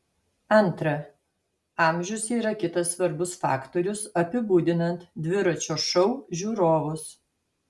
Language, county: Lithuanian, Alytus